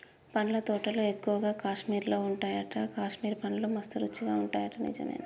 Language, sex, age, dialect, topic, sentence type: Telugu, male, 25-30, Telangana, agriculture, statement